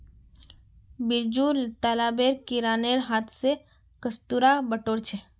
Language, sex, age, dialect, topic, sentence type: Magahi, female, 25-30, Northeastern/Surjapuri, agriculture, statement